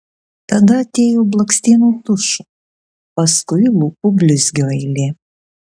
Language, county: Lithuanian, Kaunas